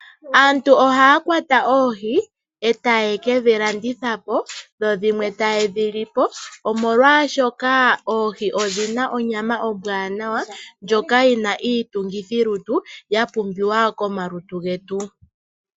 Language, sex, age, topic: Oshiwambo, female, 18-24, agriculture